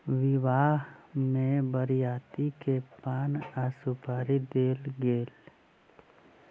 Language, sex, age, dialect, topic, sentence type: Maithili, male, 25-30, Southern/Standard, agriculture, statement